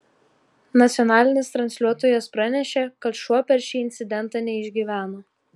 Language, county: Lithuanian, Telšiai